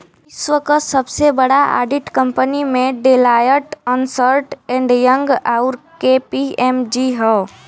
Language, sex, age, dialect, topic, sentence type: Bhojpuri, female, <18, Western, banking, statement